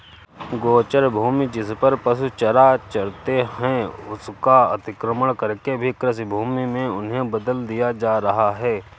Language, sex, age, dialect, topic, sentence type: Hindi, male, 18-24, Awadhi Bundeli, agriculture, statement